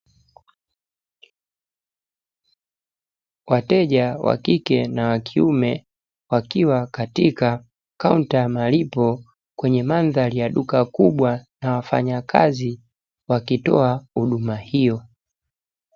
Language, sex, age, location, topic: Swahili, male, 18-24, Dar es Salaam, finance